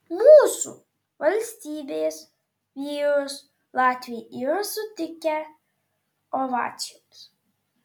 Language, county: Lithuanian, Vilnius